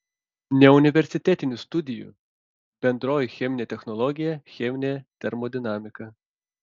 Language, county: Lithuanian, Panevėžys